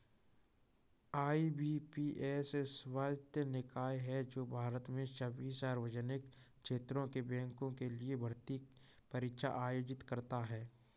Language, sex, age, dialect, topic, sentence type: Hindi, male, 36-40, Kanauji Braj Bhasha, banking, statement